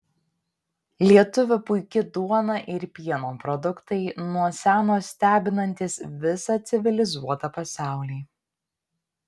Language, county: Lithuanian, Panevėžys